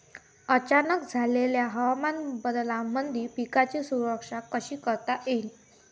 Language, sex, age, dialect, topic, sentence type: Marathi, female, 51-55, Varhadi, agriculture, question